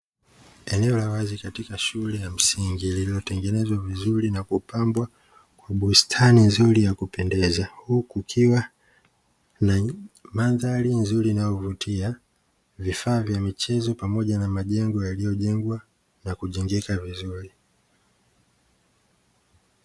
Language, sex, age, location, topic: Swahili, male, 25-35, Dar es Salaam, education